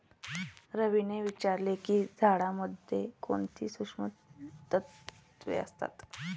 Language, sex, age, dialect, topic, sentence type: Marathi, male, 36-40, Standard Marathi, agriculture, statement